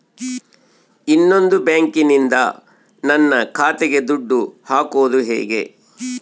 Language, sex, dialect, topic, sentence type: Kannada, male, Central, banking, question